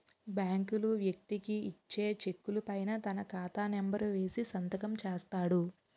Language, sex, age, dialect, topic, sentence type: Telugu, female, 18-24, Utterandhra, banking, statement